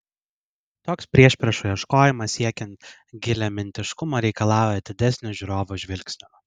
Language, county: Lithuanian, Vilnius